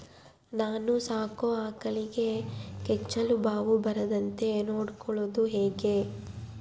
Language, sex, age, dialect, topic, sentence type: Kannada, female, 18-24, Central, agriculture, question